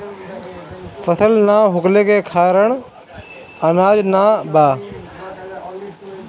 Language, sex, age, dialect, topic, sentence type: Bhojpuri, male, 36-40, Northern, agriculture, statement